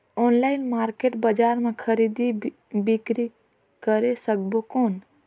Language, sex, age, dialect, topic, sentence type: Chhattisgarhi, female, 18-24, Northern/Bhandar, agriculture, question